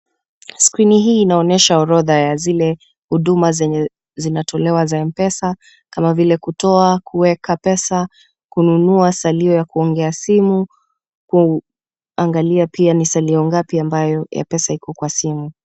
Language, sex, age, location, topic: Swahili, female, 25-35, Kisumu, finance